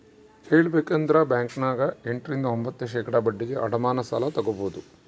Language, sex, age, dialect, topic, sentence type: Kannada, male, 56-60, Central, banking, statement